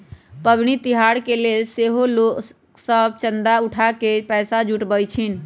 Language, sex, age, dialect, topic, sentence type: Magahi, female, 31-35, Western, banking, statement